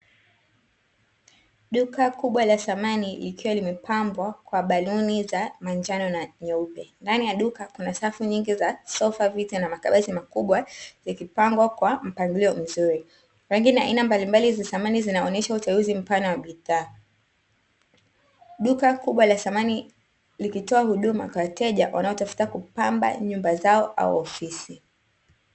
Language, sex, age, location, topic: Swahili, female, 18-24, Dar es Salaam, finance